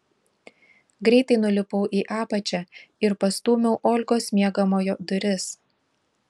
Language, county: Lithuanian, Šiauliai